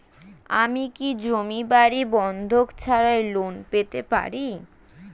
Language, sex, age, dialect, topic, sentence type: Bengali, female, 36-40, Standard Colloquial, banking, question